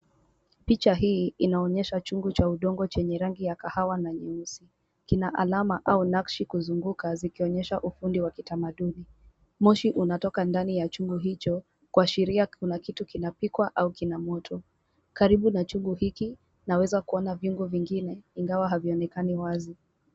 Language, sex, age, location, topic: Swahili, female, 18-24, Kisumu, health